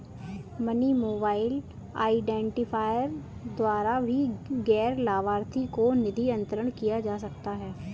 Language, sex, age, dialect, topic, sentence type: Hindi, female, 18-24, Kanauji Braj Bhasha, banking, statement